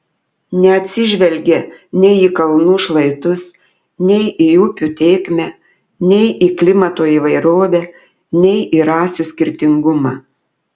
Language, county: Lithuanian, Telšiai